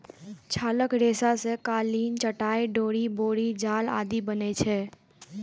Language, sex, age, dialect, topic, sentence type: Maithili, female, 18-24, Eastern / Thethi, agriculture, statement